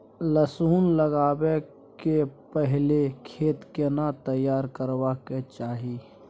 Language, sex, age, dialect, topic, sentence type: Maithili, male, 56-60, Bajjika, agriculture, question